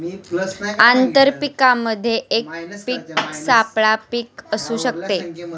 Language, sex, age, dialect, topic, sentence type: Marathi, male, 41-45, Standard Marathi, agriculture, statement